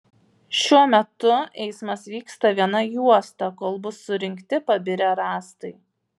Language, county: Lithuanian, Vilnius